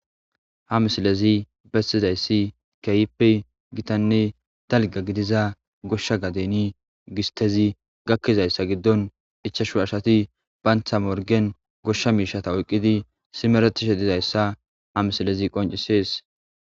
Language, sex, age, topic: Gamo, male, 25-35, agriculture